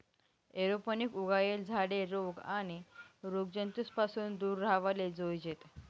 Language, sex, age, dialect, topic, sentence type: Marathi, female, 18-24, Northern Konkan, agriculture, statement